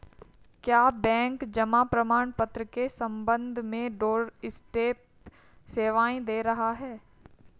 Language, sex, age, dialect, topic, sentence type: Hindi, female, 60-100, Marwari Dhudhari, banking, statement